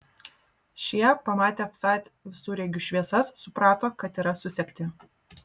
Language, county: Lithuanian, Vilnius